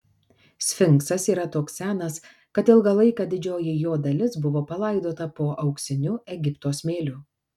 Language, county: Lithuanian, Kaunas